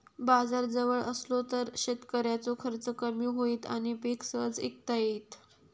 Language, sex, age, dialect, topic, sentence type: Marathi, female, 51-55, Southern Konkan, agriculture, statement